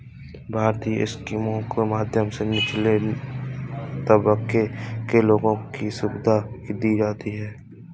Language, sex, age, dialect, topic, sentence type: Hindi, male, 18-24, Awadhi Bundeli, banking, statement